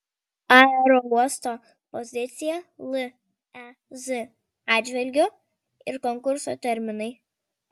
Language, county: Lithuanian, Vilnius